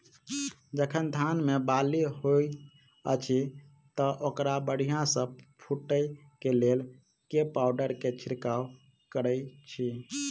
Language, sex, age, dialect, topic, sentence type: Maithili, male, 31-35, Southern/Standard, agriculture, question